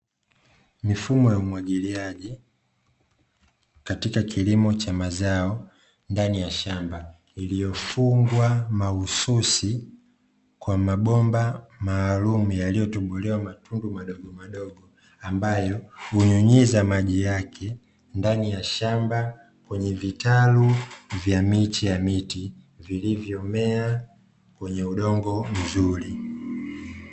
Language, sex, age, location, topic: Swahili, male, 25-35, Dar es Salaam, agriculture